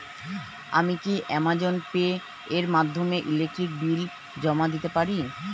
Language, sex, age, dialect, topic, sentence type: Bengali, female, 36-40, Standard Colloquial, banking, question